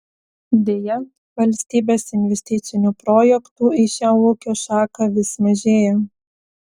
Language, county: Lithuanian, Vilnius